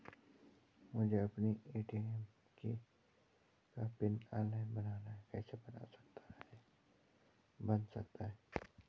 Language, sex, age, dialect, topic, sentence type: Hindi, male, 31-35, Garhwali, banking, question